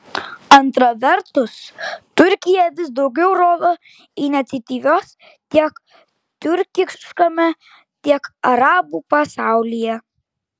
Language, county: Lithuanian, Klaipėda